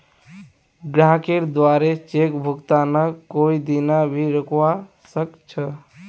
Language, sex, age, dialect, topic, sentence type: Magahi, male, 18-24, Northeastern/Surjapuri, banking, statement